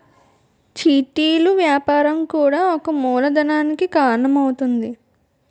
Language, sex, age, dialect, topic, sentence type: Telugu, female, 18-24, Utterandhra, banking, statement